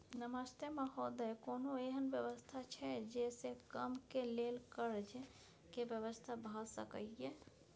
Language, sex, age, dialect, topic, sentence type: Maithili, female, 51-55, Bajjika, banking, question